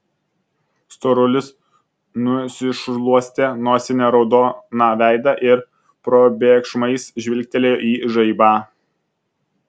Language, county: Lithuanian, Vilnius